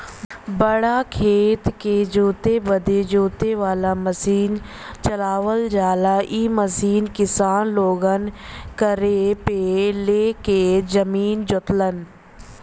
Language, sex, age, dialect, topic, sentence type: Bhojpuri, female, 25-30, Western, agriculture, statement